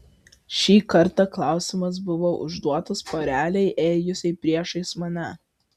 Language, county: Lithuanian, Vilnius